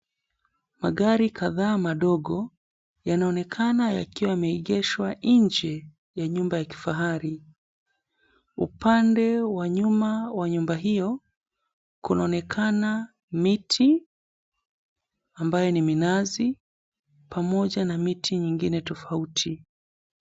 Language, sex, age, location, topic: Swahili, male, 25-35, Mombasa, government